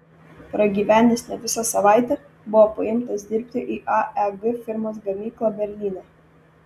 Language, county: Lithuanian, Vilnius